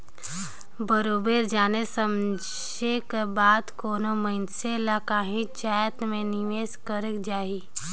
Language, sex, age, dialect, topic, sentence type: Chhattisgarhi, female, 18-24, Northern/Bhandar, banking, statement